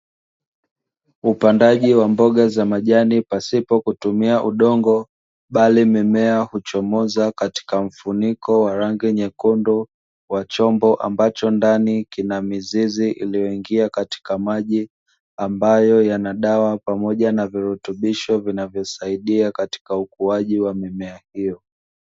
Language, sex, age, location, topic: Swahili, male, 25-35, Dar es Salaam, agriculture